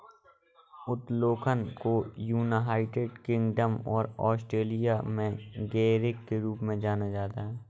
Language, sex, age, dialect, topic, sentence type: Hindi, male, 18-24, Awadhi Bundeli, banking, statement